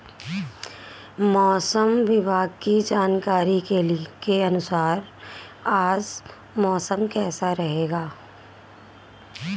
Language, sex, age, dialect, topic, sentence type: Hindi, female, 18-24, Marwari Dhudhari, agriculture, question